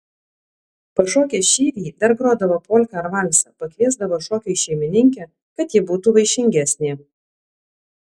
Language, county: Lithuanian, Alytus